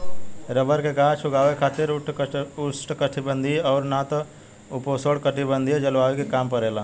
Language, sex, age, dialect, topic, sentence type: Bhojpuri, male, 18-24, Southern / Standard, agriculture, statement